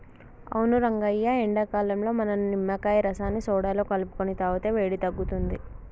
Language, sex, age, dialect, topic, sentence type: Telugu, male, 18-24, Telangana, agriculture, statement